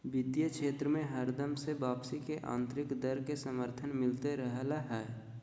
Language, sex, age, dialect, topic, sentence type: Magahi, male, 25-30, Southern, banking, statement